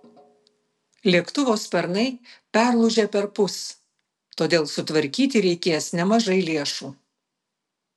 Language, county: Lithuanian, Vilnius